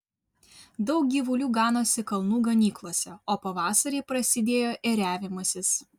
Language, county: Lithuanian, Vilnius